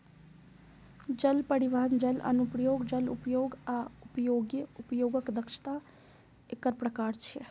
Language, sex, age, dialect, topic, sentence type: Maithili, female, 25-30, Eastern / Thethi, agriculture, statement